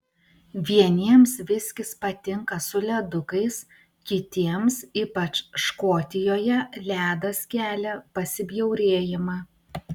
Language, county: Lithuanian, Utena